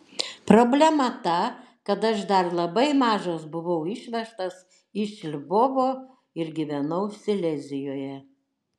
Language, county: Lithuanian, Šiauliai